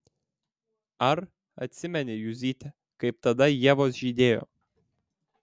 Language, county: Lithuanian, Vilnius